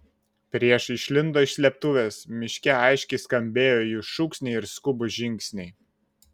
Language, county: Lithuanian, Šiauliai